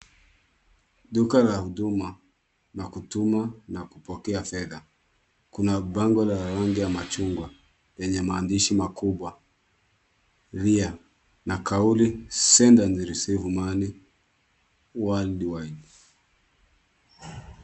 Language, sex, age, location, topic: Swahili, male, 18-24, Kisumu, finance